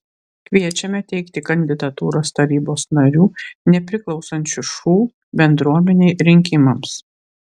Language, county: Lithuanian, Vilnius